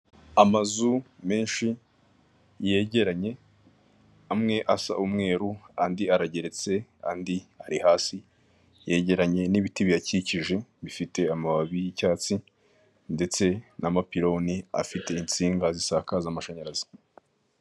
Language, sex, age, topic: Kinyarwanda, male, 18-24, government